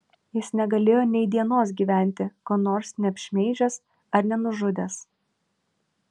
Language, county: Lithuanian, Vilnius